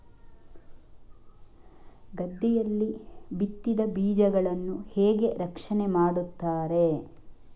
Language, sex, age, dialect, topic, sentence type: Kannada, female, 46-50, Coastal/Dakshin, agriculture, question